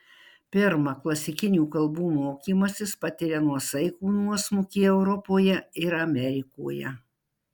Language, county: Lithuanian, Marijampolė